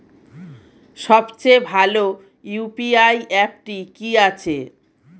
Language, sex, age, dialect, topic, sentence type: Bengali, female, 36-40, Standard Colloquial, banking, question